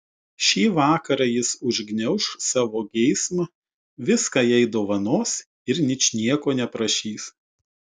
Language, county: Lithuanian, Utena